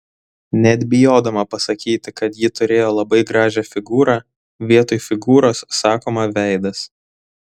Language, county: Lithuanian, Vilnius